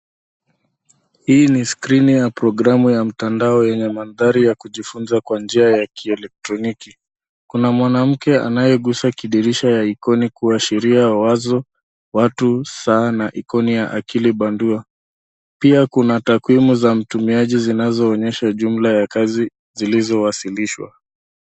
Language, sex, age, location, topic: Swahili, male, 25-35, Nairobi, education